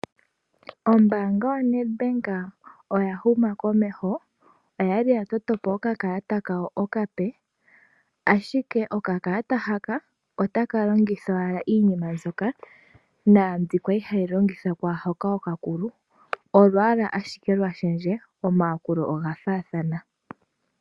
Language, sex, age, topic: Oshiwambo, female, 18-24, finance